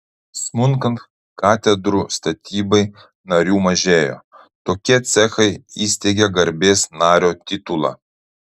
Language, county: Lithuanian, Utena